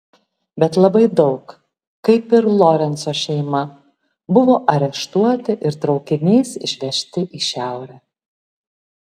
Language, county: Lithuanian, Alytus